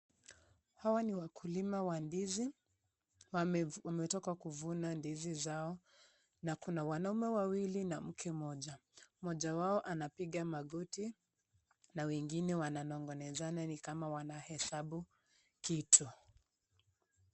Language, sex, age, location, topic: Swahili, female, 25-35, Nakuru, agriculture